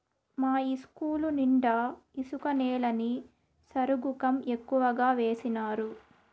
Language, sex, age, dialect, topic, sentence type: Telugu, female, 18-24, Southern, agriculture, statement